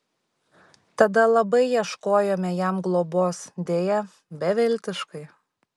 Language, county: Lithuanian, Šiauliai